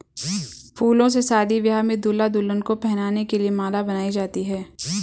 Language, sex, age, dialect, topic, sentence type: Hindi, female, 25-30, Garhwali, agriculture, statement